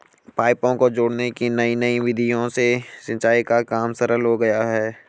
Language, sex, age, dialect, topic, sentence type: Hindi, male, 25-30, Garhwali, agriculture, statement